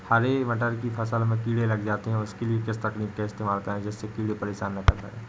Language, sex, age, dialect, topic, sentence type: Hindi, male, 18-24, Awadhi Bundeli, agriculture, question